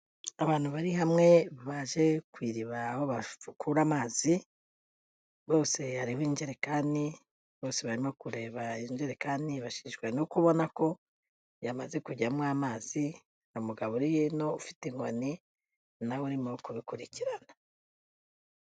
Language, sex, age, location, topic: Kinyarwanda, female, 36-49, Kigali, health